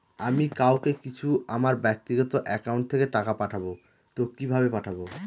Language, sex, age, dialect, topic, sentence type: Bengali, male, 36-40, Northern/Varendri, banking, question